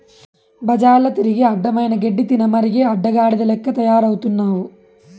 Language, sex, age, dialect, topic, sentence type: Telugu, male, 18-24, Southern, agriculture, statement